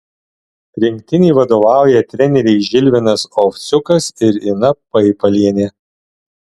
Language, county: Lithuanian, Alytus